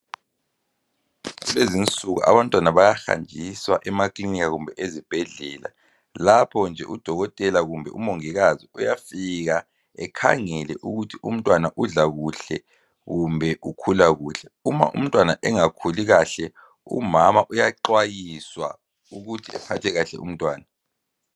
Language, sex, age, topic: North Ndebele, female, 36-49, health